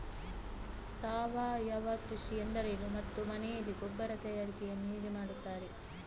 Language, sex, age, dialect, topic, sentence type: Kannada, female, 18-24, Coastal/Dakshin, agriculture, question